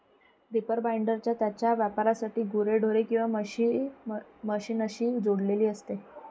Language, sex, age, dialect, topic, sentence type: Marathi, female, 31-35, Varhadi, agriculture, statement